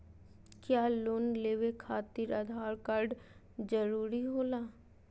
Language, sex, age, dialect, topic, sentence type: Magahi, female, 25-30, Southern, banking, question